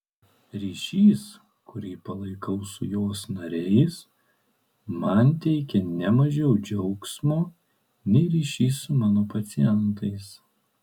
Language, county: Lithuanian, Kaunas